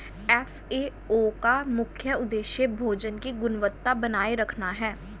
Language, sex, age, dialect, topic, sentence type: Hindi, female, 18-24, Hindustani Malvi Khadi Boli, agriculture, statement